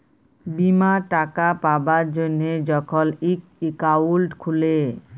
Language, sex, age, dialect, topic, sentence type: Bengali, female, 36-40, Jharkhandi, banking, statement